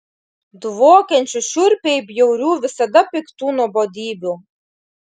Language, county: Lithuanian, Klaipėda